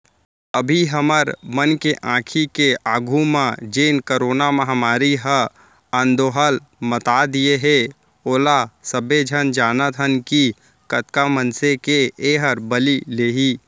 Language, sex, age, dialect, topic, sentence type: Chhattisgarhi, male, 18-24, Central, banking, statement